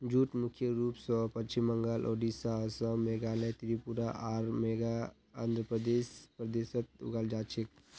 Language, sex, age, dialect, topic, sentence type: Magahi, male, 41-45, Northeastern/Surjapuri, agriculture, statement